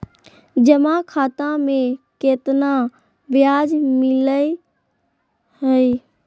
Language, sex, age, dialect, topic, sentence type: Magahi, female, 18-24, Southern, banking, question